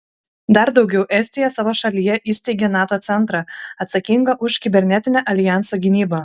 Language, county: Lithuanian, Kaunas